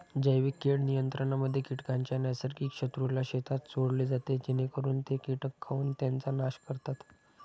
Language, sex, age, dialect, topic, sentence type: Marathi, male, 31-35, Standard Marathi, agriculture, statement